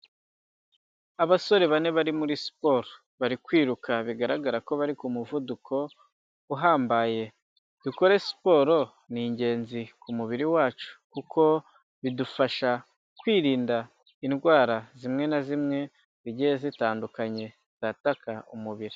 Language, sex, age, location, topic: Kinyarwanda, male, 18-24, Huye, health